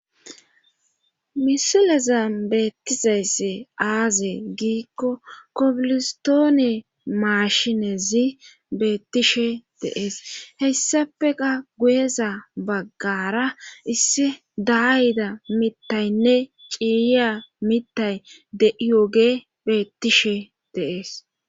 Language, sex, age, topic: Gamo, female, 25-35, government